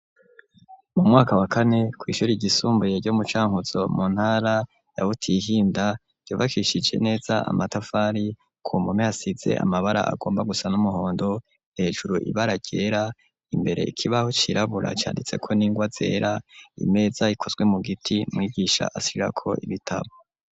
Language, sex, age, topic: Rundi, male, 18-24, education